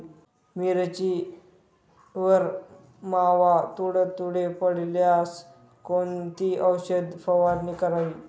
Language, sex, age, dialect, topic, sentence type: Marathi, male, 31-35, Northern Konkan, agriculture, question